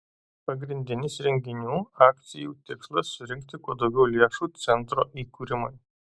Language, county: Lithuanian, Alytus